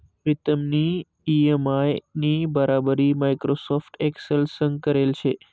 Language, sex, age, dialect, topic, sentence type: Marathi, male, 18-24, Northern Konkan, banking, statement